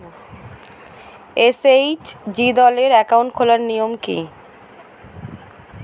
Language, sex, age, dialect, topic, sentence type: Bengali, female, 18-24, Standard Colloquial, banking, question